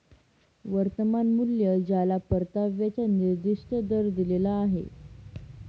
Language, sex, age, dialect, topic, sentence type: Marathi, female, 18-24, Northern Konkan, banking, statement